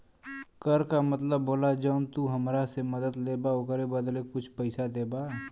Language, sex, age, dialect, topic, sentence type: Bhojpuri, male, 18-24, Western, banking, statement